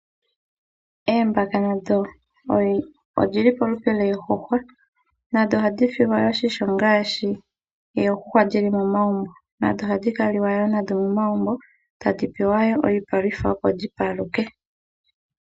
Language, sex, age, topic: Oshiwambo, female, 25-35, agriculture